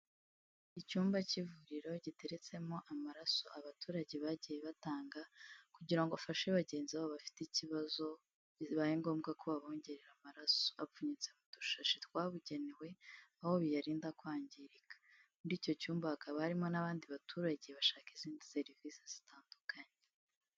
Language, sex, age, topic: Kinyarwanda, female, 18-24, health